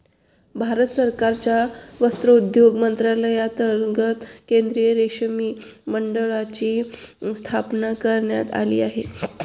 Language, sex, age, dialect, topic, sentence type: Marathi, female, 25-30, Standard Marathi, agriculture, statement